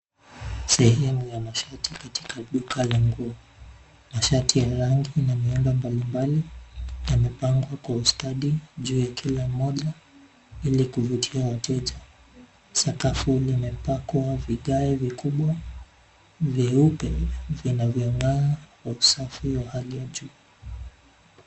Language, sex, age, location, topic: Swahili, male, 18-24, Nairobi, finance